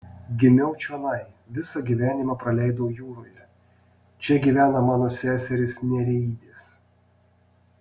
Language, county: Lithuanian, Panevėžys